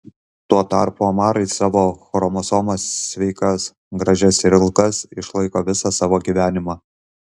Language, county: Lithuanian, Kaunas